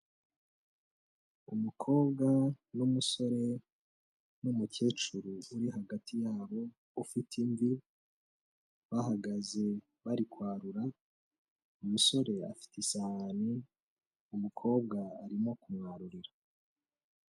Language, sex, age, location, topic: Kinyarwanda, male, 25-35, Kigali, health